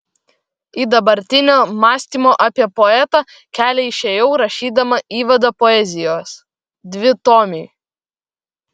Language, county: Lithuanian, Vilnius